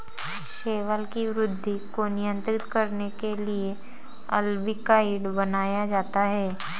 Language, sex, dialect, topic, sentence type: Marathi, female, Varhadi, agriculture, statement